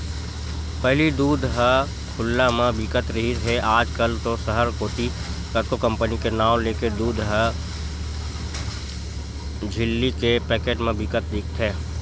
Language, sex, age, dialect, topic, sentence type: Chhattisgarhi, male, 25-30, Western/Budati/Khatahi, agriculture, statement